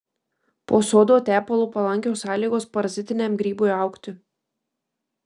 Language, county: Lithuanian, Marijampolė